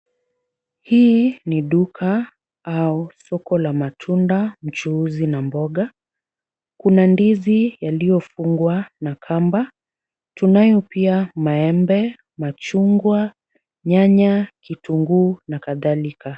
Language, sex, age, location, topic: Swahili, female, 36-49, Kisumu, finance